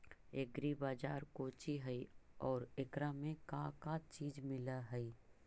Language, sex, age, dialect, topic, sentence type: Magahi, female, 36-40, Central/Standard, agriculture, question